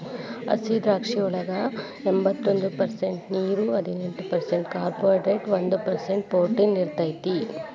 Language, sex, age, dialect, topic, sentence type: Kannada, female, 36-40, Dharwad Kannada, agriculture, statement